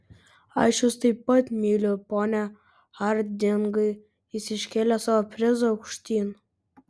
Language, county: Lithuanian, Kaunas